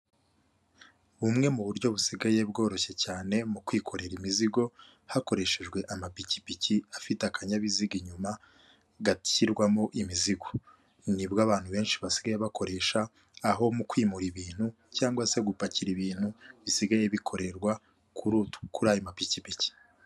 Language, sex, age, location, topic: Kinyarwanda, male, 25-35, Kigali, government